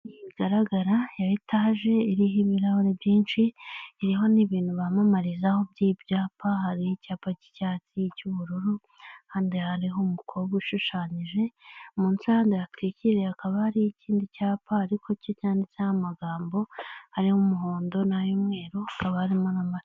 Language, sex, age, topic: Kinyarwanda, male, 18-24, finance